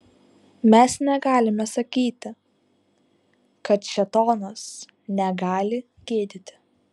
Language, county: Lithuanian, Klaipėda